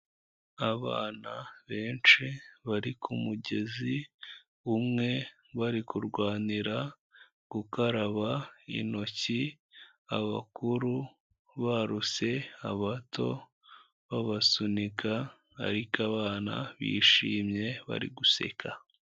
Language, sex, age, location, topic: Kinyarwanda, female, 18-24, Kigali, health